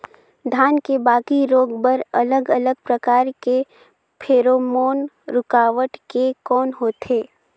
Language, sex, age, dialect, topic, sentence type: Chhattisgarhi, female, 18-24, Northern/Bhandar, agriculture, question